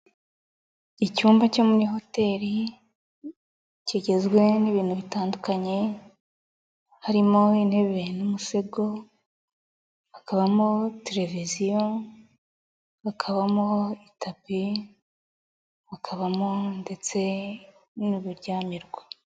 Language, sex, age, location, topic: Kinyarwanda, female, 25-35, Nyagatare, finance